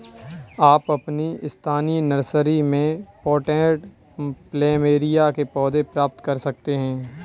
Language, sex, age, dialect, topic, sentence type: Hindi, male, 25-30, Kanauji Braj Bhasha, agriculture, statement